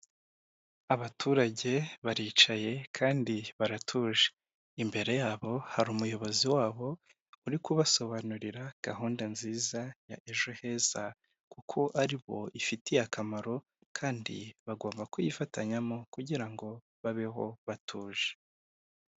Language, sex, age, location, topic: Kinyarwanda, male, 25-35, Kigali, government